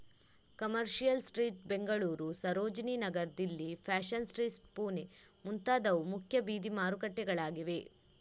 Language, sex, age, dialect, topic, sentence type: Kannada, female, 31-35, Coastal/Dakshin, agriculture, statement